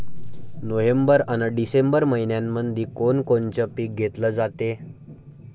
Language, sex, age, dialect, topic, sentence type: Marathi, male, 18-24, Varhadi, agriculture, question